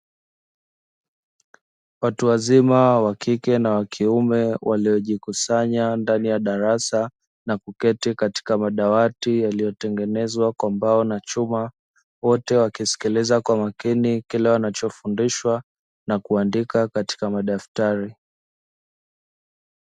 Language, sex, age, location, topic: Swahili, male, 18-24, Dar es Salaam, education